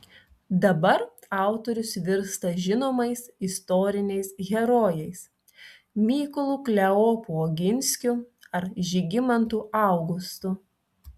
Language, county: Lithuanian, Telšiai